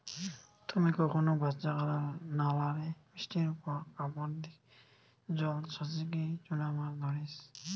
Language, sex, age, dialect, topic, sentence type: Bengali, male, 18-24, Western, agriculture, statement